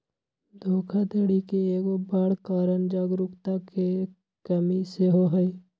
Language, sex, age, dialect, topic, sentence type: Magahi, male, 25-30, Western, banking, statement